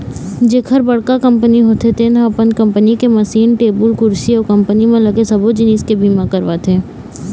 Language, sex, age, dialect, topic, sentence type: Chhattisgarhi, female, 18-24, Eastern, banking, statement